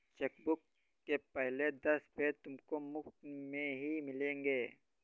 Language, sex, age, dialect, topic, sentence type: Hindi, male, 31-35, Awadhi Bundeli, banking, statement